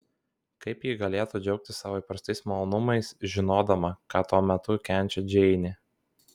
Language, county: Lithuanian, Kaunas